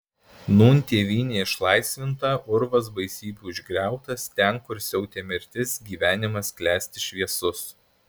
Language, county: Lithuanian, Alytus